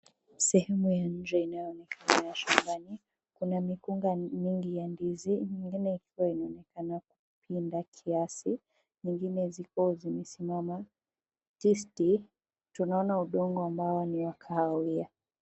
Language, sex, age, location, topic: Swahili, female, 18-24, Nakuru, agriculture